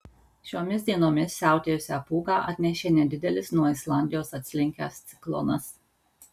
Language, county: Lithuanian, Alytus